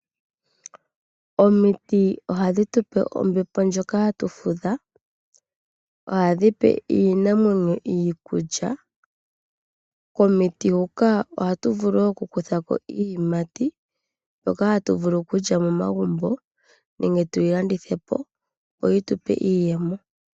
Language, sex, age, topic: Oshiwambo, female, 25-35, agriculture